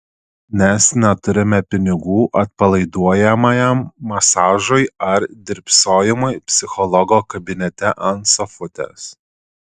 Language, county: Lithuanian, Šiauliai